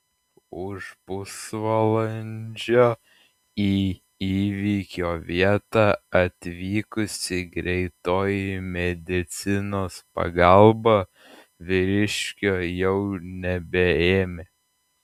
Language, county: Lithuanian, Klaipėda